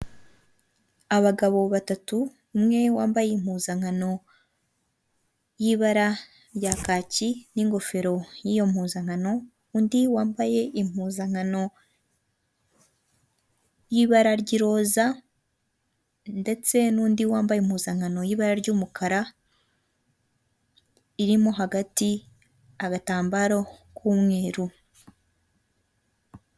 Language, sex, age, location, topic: Kinyarwanda, female, 18-24, Kigali, government